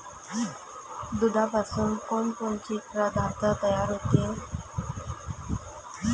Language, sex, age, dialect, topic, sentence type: Marathi, female, 25-30, Varhadi, agriculture, question